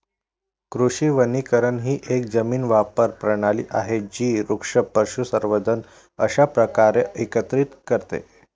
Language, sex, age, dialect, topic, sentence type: Marathi, male, 18-24, Varhadi, agriculture, statement